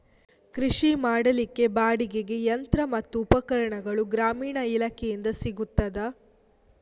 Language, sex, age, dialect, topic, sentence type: Kannada, female, 51-55, Coastal/Dakshin, agriculture, question